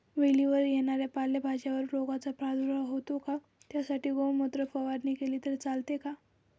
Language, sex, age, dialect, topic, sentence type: Marathi, female, 18-24, Northern Konkan, agriculture, question